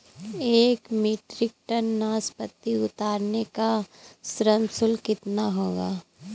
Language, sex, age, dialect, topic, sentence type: Hindi, female, 18-24, Awadhi Bundeli, agriculture, question